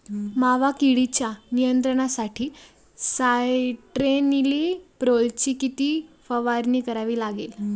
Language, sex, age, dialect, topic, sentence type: Marathi, female, 18-24, Standard Marathi, agriculture, question